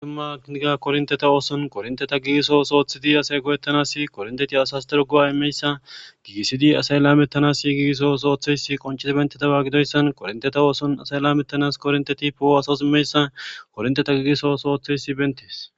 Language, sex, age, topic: Gamo, male, 18-24, government